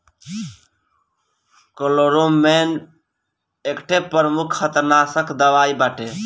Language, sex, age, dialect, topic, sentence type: Bhojpuri, male, 18-24, Northern, agriculture, statement